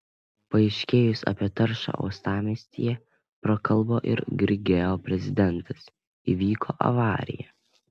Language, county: Lithuanian, Panevėžys